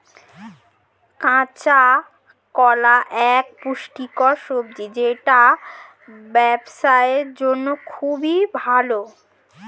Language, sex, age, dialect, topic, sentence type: Bengali, female, <18, Standard Colloquial, agriculture, statement